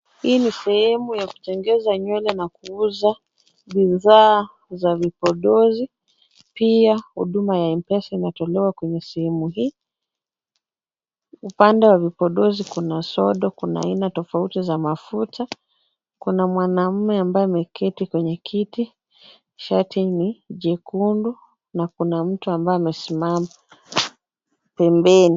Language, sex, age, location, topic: Swahili, female, 25-35, Kisumu, finance